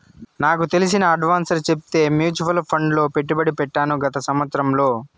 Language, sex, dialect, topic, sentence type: Telugu, male, Southern, banking, statement